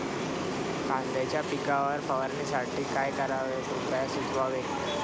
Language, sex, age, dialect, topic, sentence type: Marathi, male, 25-30, Standard Marathi, agriculture, question